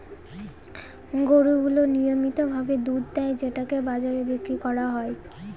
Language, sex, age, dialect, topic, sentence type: Bengali, female, 18-24, Northern/Varendri, agriculture, statement